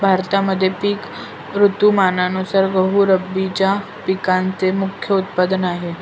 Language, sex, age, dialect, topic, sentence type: Marathi, female, 25-30, Northern Konkan, agriculture, statement